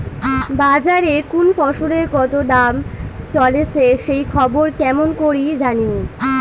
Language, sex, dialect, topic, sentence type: Bengali, female, Rajbangshi, agriculture, question